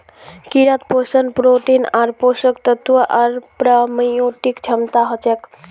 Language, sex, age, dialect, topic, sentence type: Magahi, female, 18-24, Northeastern/Surjapuri, agriculture, statement